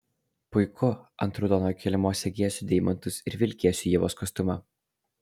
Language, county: Lithuanian, Alytus